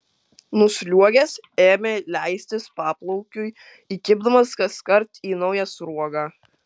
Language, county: Lithuanian, Kaunas